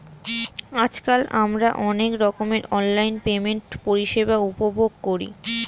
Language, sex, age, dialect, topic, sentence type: Bengali, female, 36-40, Standard Colloquial, banking, statement